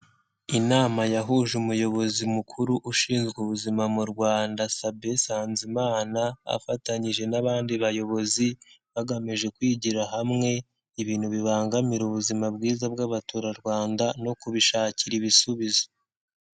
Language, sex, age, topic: Kinyarwanda, male, 18-24, health